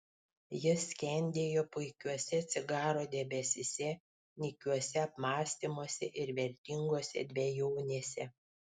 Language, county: Lithuanian, Panevėžys